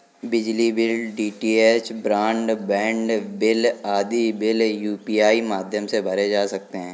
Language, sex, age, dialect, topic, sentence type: Hindi, male, 25-30, Kanauji Braj Bhasha, banking, statement